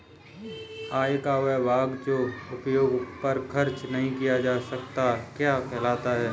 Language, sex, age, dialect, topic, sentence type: Hindi, male, 25-30, Kanauji Braj Bhasha, banking, question